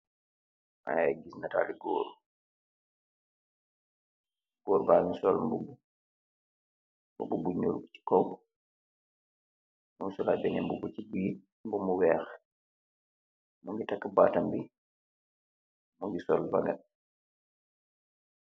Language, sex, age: Wolof, male, 36-49